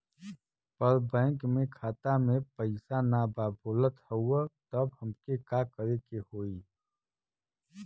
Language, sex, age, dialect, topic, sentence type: Bhojpuri, male, 41-45, Western, banking, question